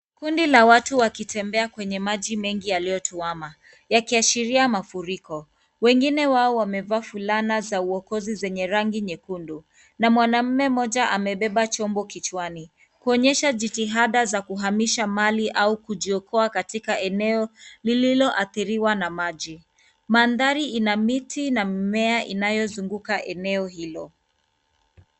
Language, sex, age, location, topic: Swahili, female, 25-35, Nairobi, health